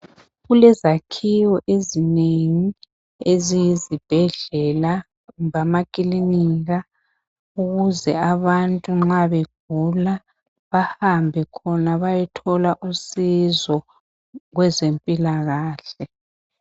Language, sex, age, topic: North Ndebele, female, 50+, health